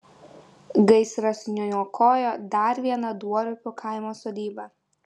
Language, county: Lithuanian, Vilnius